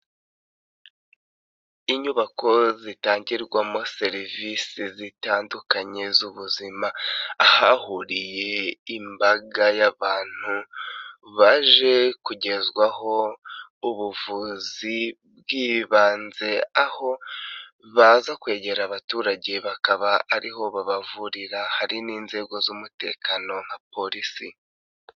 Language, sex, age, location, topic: Kinyarwanda, male, 25-35, Nyagatare, health